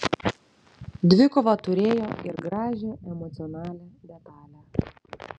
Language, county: Lithuanian, Vilnius